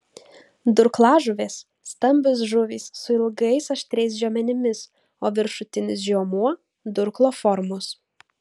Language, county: Lithuanian, Vilnius